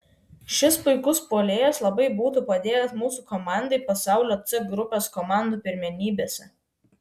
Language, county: Lithuanian, Vilnius